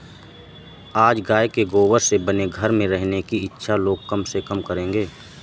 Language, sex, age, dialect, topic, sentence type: Hindi, male, 31-35, Awadhi Bundeli, agriculture, statement